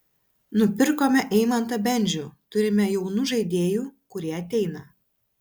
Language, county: Lithuanian, Vilnius